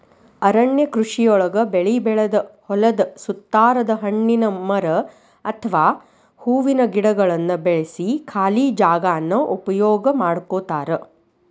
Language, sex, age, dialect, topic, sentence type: Kannada, female, 36-40, Dharwad Kannada, agriculture, statement